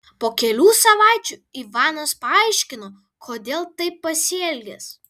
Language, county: Lithuanian, Vilnius